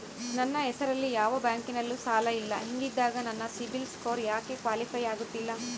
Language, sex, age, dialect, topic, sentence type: Kannada, female, 25-30, Central, banking, question